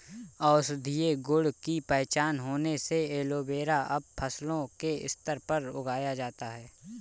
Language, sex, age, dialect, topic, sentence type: Hindi, male, 25-30, Awadhi Bundeli, agriculture, statement